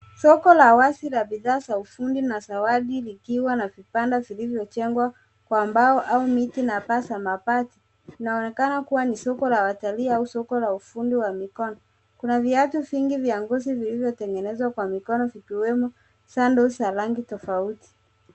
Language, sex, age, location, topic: Swahili, male, 18-24, Nairobi, finance